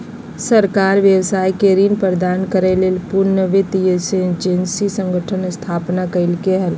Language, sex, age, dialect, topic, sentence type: Magahi, female, 56-60, Southern, banking, statement